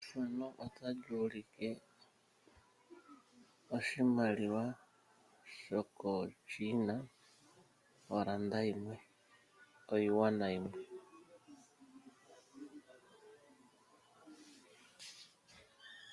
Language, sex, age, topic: Oshiwambo, male, 36-49, finance